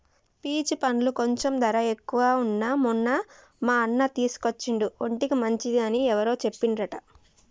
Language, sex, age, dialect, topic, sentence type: Telugu, female, 25-30, Telangana, agriculture, statement